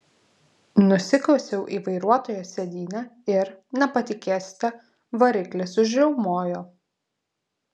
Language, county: Lithuanian, Vilnius